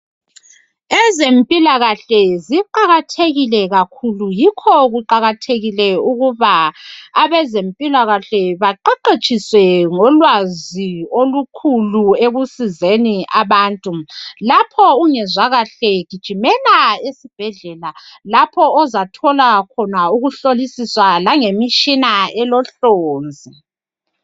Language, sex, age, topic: North Ndebele, female, 36-49, health